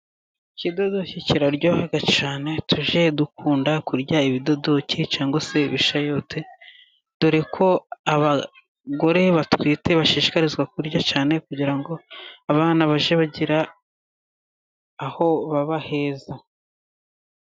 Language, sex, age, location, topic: Kinyarwanda, female, 36-49, Musanze, agriculture